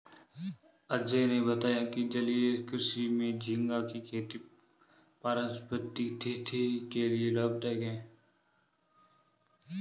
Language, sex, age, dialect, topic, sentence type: Hindi, male, 25-30, Marwari Dhudhari, agriculture, statement